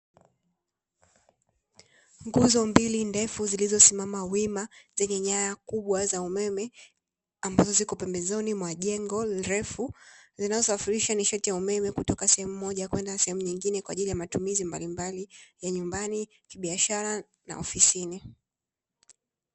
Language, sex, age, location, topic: Swahili, female, 18-24, Dar es Salaam, government